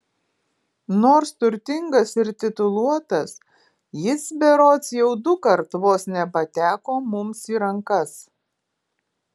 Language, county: Lithuanian, Alytus